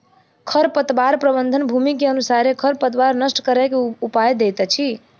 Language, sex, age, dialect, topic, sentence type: Maithili, female, 60-100, Southern/Standard, agriculture, statement